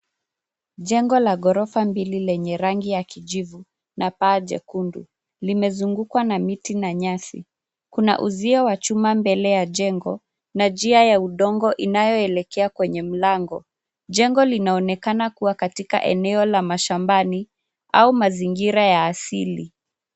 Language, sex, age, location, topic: Swahili, female, 25-35, Nairobi, education